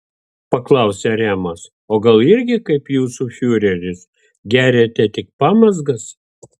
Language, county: Lithuanian, Vilnius